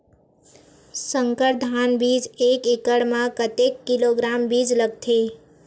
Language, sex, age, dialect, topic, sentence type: Chhattisgarhi, female, 18-24, Western/Budati/Khatahi, agriculture, question